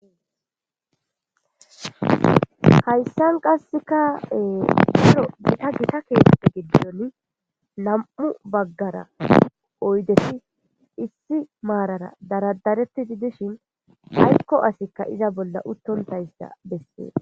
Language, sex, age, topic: Gamo, female, 25-35, government